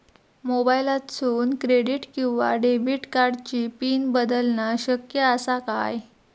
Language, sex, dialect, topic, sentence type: Marathi, female, Southern Konkan, banking, question